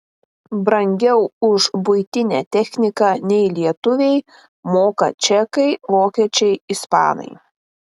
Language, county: Lithuanian, Panevėžys